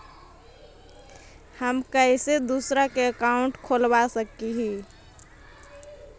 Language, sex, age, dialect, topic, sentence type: Magahi, female, 18-24, Central/Standard, banking, question